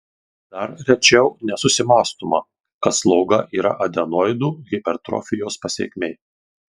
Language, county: Lithuanian, Marijampolė